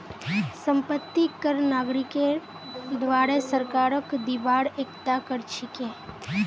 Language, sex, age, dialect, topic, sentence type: Magahi, female, 18-24, Northeastern/Surjapuri, banking, statement